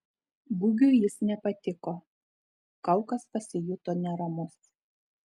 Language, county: Lithuanian, Telšiai